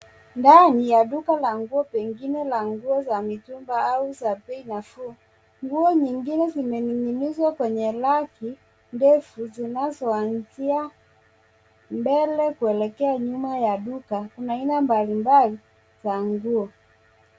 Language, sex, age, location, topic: Swahili, female, 25-35, Nairobi, finance